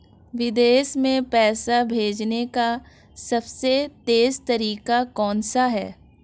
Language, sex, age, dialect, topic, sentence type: Hindi, female, 25-30, Marwari Dhudhari, banking, question